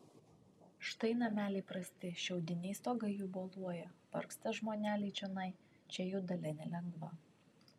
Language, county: Lithuanian, Vilnius